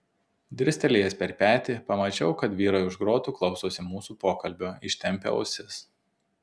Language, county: Lithuanian, Telšiai